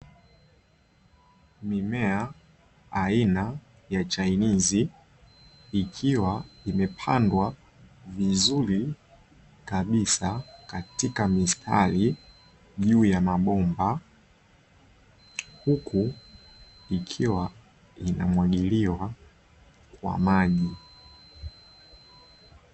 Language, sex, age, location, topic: Swahili, male, 25-35, Dar es Salaam, agriculture